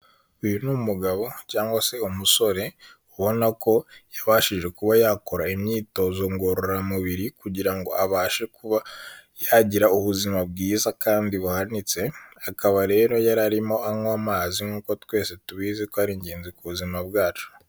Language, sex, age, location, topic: Kinyarwanda, male, 18-24, Kigali, health